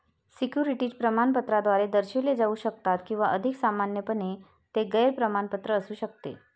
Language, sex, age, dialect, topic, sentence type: Marathi, female, 31-35, Varhadi, banking, statement